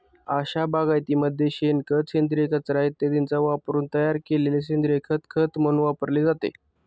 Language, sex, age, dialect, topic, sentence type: Marathi, male, 31-35, Standard Marathi, agriculture, statement